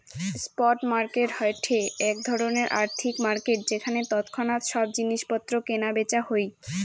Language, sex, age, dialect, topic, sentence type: Bengali, female, 18-24, Rajbangshi, banking, statement